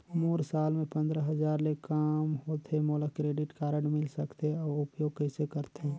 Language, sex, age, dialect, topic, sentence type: Chhattisgarhi, male, 36-40, Northern/Bhandar, banking, question